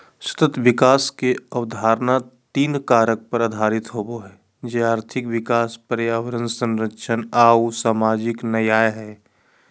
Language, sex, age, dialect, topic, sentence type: Magahi, male, 25-30, Southern, agriculture, statement